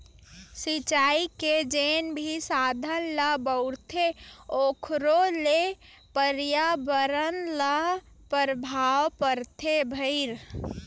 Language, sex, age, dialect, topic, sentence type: Chhattisgarhi, female, 18-24, Western/Budati/Khatahi, agriculture, statement